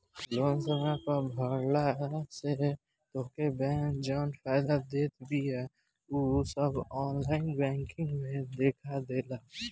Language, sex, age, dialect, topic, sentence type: Bhojpuri, male, 18-24, Northern, banking, statement